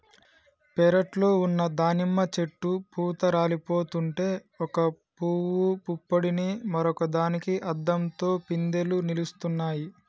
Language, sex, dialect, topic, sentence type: Telugu, male, Telangana, agriculture, statement